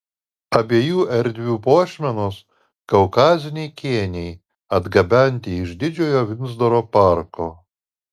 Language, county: Lithuanian, Alytus